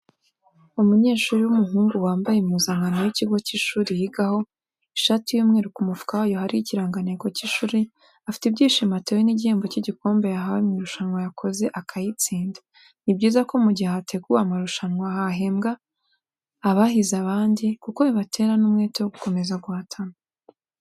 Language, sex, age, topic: Kinyarwanda, female, 18-24, education